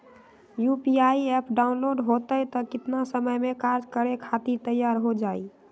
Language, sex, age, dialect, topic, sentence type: Magahi, female, 31-35, Western, banking, question